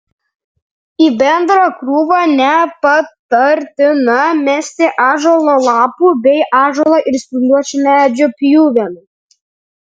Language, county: Lithuanian, Vilnius